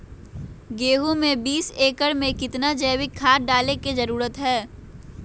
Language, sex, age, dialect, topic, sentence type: Magahi, female, 18-24, Western, agriculture, question